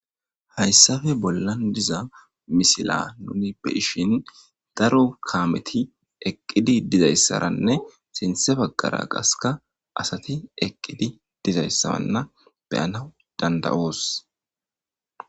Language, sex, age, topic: Gamo, male, 18-24, government